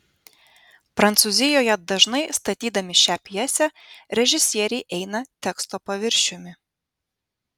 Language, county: Lithuanian, Vilnius